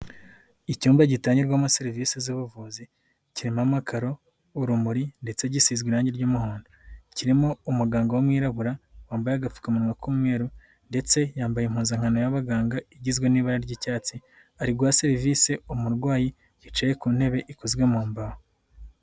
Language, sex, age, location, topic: Kinyarwanda, male, 18-24, Nyagatare, health